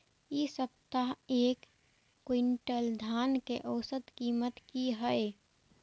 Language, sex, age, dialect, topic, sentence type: Maithili, female, 18-24, Eastern / Thethi, agriculture, question